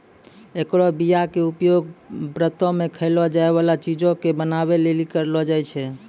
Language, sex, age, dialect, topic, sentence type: Maithili, male, 25-30, Angika, agriculture, statement